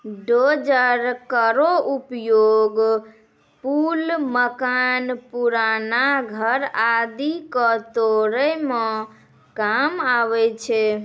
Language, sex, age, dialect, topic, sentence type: Maithili, female, 56-60, Angika, agriculture, statement